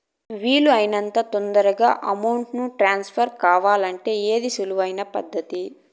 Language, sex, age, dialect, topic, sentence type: Telugu, female, 31-35, Southern, banking, question